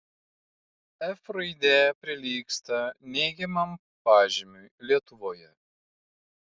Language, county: Lithuanian, Klaipėda